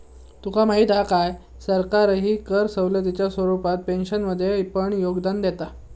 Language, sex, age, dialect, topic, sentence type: Marathi, male, 56-60, Southern Konkan, banking, statement